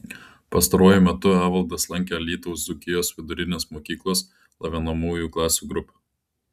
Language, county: Lithuanian, Klaipėda